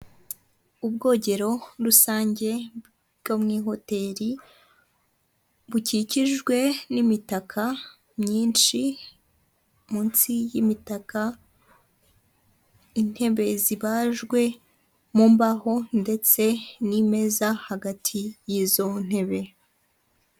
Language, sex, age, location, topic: Kinyarwanda, female, 18-24, Kigali, finance